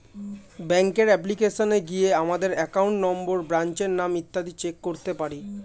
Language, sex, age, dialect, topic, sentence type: Bengali, male, 18-24, Standard Colloquial, banking, statement